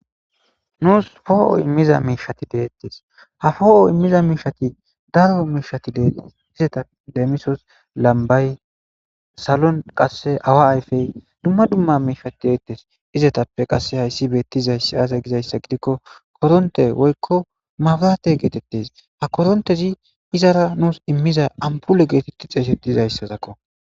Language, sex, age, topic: Gamo, male, 25-35, government